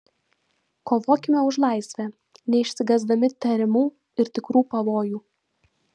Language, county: Lithuanian, Vilnius